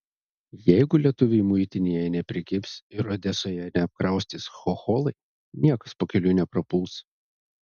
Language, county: Lithuanian, Telšiai